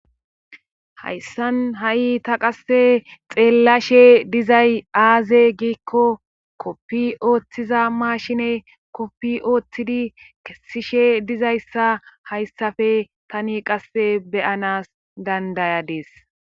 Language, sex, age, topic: Gamo, female, 25-35, government